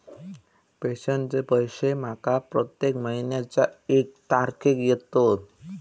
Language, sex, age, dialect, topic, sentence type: Marathi, male, 18-24, Southern Konkan, banking, statement